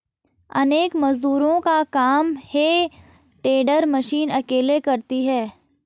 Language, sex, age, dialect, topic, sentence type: Hindi, female, 31-35, Garhwali, agriculture, statement